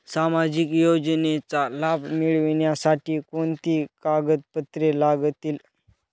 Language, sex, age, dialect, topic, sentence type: Marathi, male, 18-24, Northern Konkan, banking, question